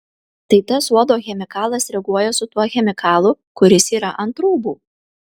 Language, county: Lithuanian, Kaunas